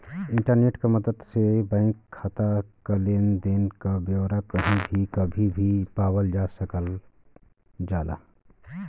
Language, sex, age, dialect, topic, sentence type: Bhojpuri, male, 31-35, Western, banking, statement